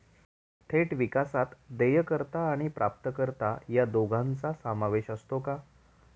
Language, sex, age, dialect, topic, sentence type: Marathi, male, 36-40, Standard Marathi, banking, statement